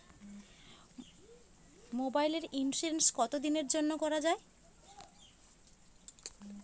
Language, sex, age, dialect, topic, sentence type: Bengali, female, 36-40, Rajbangshi, banking, question